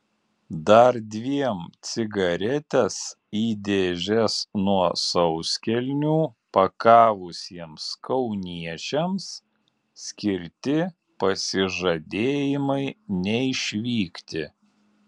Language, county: Lithuanian, Alytus